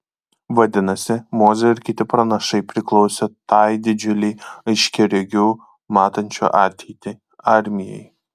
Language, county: Lithuanian, Kaunas